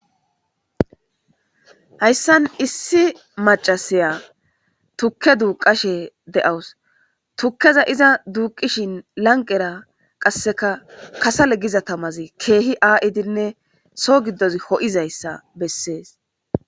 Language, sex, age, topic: Gamo, female, 25-35, government